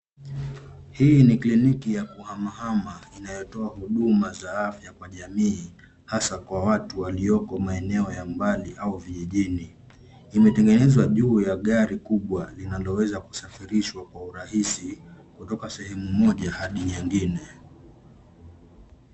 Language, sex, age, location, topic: Swahili, male, 25-35, Nairobi, health